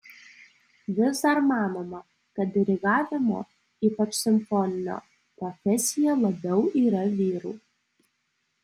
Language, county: Lithuanian, Alytus